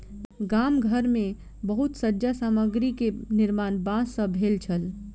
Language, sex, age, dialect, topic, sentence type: Maithili, female, 25-30, Southern/Standard, agriculture, statement